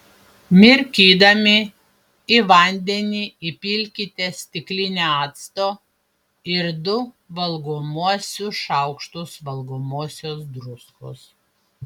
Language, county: Lithuanian, Panevėžys